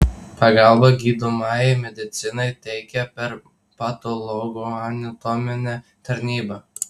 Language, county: Lithuanian, Tauragė